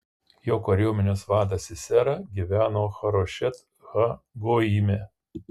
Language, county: Lithuanian, Kaunas